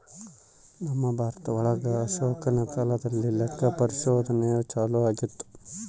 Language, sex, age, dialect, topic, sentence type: Kannada, male, 31-35, Central, banking, statement